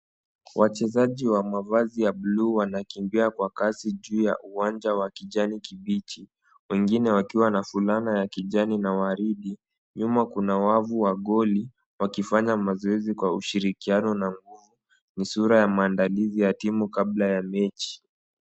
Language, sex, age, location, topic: Swahili, male, 18-24, Kisumu, government